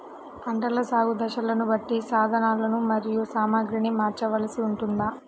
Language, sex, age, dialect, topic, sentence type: Telugu, female, 18-24, Central/Coastal, agriculture, question